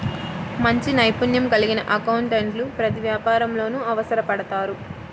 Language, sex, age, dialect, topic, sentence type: Telugu, female, 25-30, Central/Coastal, banking, statement